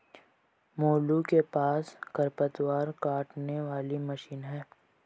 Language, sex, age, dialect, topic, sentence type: Hindi, male, 18-24, Marwari Dhudhari, agriculture, statement